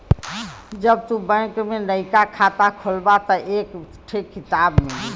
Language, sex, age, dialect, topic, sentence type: Bhojpuri, female, 25-30, Western, banking, statement